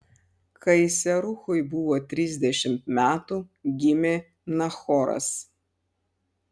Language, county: Lithuanian, Panevėžys